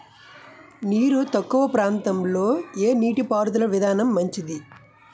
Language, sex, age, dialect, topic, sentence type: Telugu, male, 25-30, Utterandhra, agriculture, question